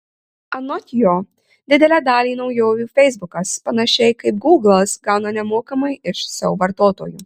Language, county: Lithuanian, Marijampolė